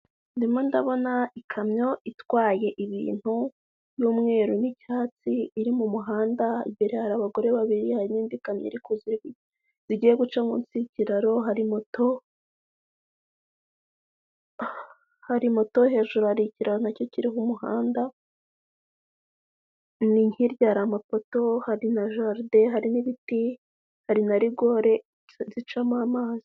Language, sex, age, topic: Kinyarwanda, female, 18-24, government